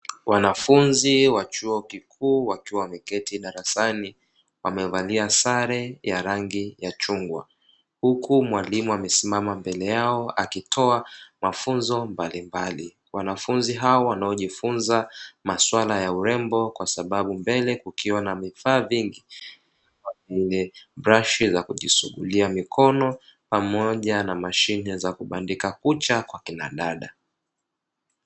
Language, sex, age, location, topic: Swahili, male, 25-35, Dar es Salaam, education